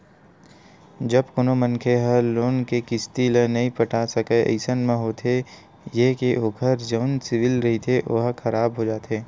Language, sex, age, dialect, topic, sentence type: Chhattisgarhi, male, 18-24, Western/Budati/Khatahi, banking, statement